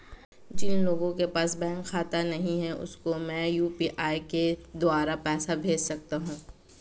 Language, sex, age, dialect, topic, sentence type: Hindi, female, 18-24, Marwari Dhudhari, banking, question